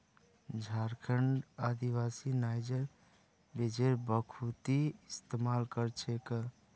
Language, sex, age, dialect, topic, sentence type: Magahi, male, 25-30, Northeastern/Surjapuri, agriculture, statement